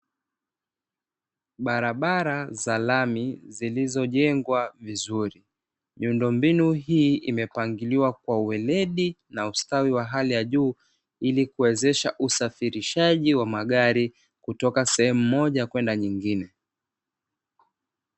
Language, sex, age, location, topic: Swahili, male, 25-35, Dar es Salaam, government